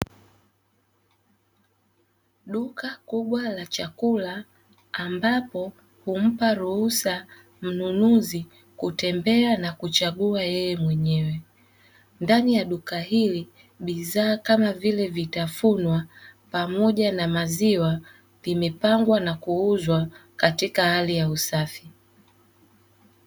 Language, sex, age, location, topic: Swahili, female, 18-24, Dar es Salaam, finance